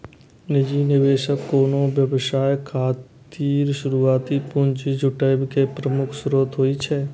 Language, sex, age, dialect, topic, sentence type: Maithili, male, 18-24, Eastern / Thethi, banking, statement